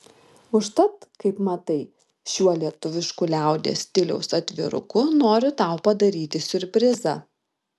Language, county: Lithuanian, Vilnius